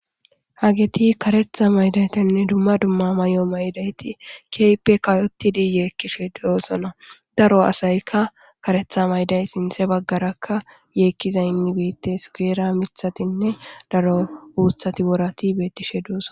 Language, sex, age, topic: Gamo, female, 18-24, government